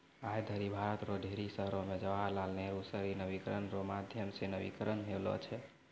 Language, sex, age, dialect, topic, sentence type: Maithili, male, 18-24, Angika, banking, statement